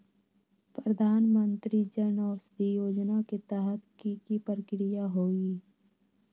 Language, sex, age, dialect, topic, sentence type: Magahi, female, 18-24, Western, banking, question